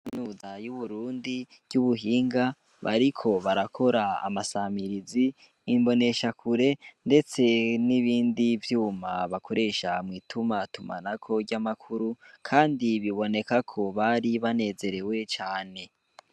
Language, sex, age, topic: Rundi, male, 18-24, education